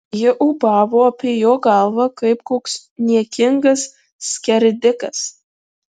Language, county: Lithuanian, Marijampolė